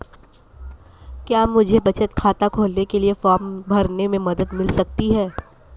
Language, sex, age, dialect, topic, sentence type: Hindi, female, 25-30, Marwari Dhudhari, banking, question